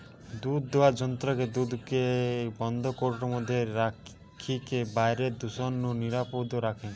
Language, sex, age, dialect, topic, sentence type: Bengali, male, 60-100, Western, agriculture, statement